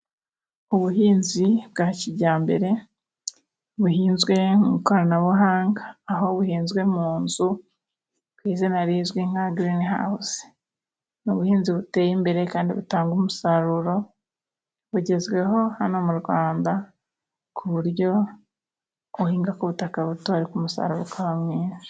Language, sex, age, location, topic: Kinyarwanda, female, 25-35, Musanze, agriculture